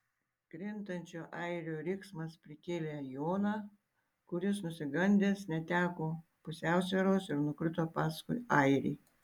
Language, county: Lithuanian, Tauragė